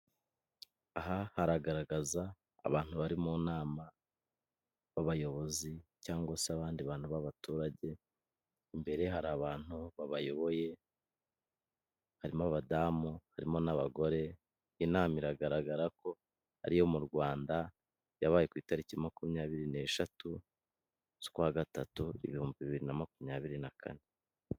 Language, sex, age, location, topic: Kinyarwanda, male, 25-35, Kigali, government